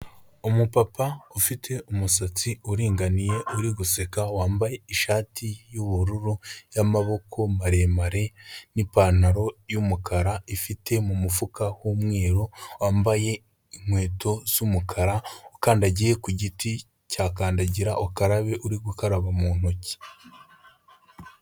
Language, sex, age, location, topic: Kinyarwanda, male, 25-35, Kigali, health